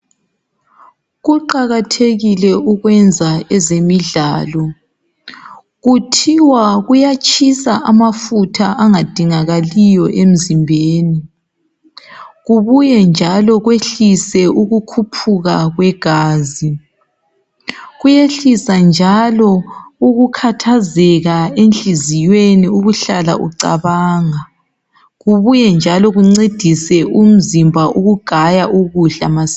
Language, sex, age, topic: North Ndebele, male, 36-49, health